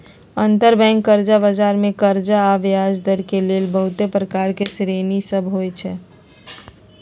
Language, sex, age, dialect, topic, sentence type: Magahi, female, 41-45, Western, banking, statement